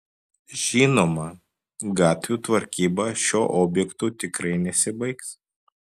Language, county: Lithuanian, Klaipėda